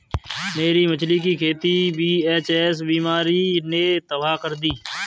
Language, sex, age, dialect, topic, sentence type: Hindi, male, 36-40, Kanauji Braj Bhasha, agriculture, statement